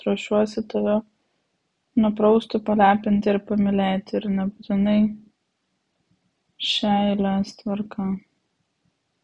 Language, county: Lithuanian, Vilnius